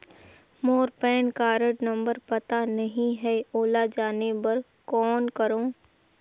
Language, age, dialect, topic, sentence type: Chhattisgarhi, 18-24, Northern/Bhandar, banking, question